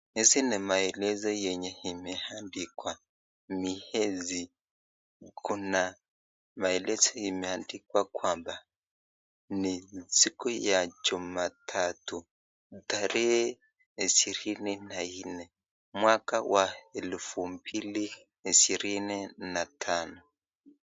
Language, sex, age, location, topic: Swahili, male, 25-35, Nakuru, education